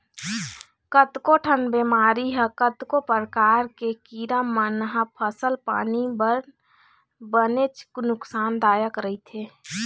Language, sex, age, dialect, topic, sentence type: Chhattisgarhi, female, 25-30, Eastern, agriculture, statement